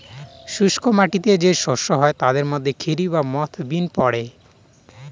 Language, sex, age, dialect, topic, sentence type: Bengali, male, 25-30, Northern/Varendri, agriculture, statement